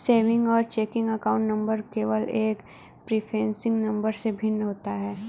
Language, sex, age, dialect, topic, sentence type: Hindi, female, 31-35, Hindustani Malvi Khadi Boli, banking, statement